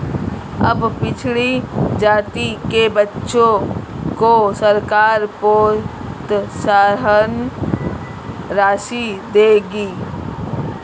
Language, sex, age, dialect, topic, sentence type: Hindi, female, 36-40, Marwari Dhudhari, banking, statement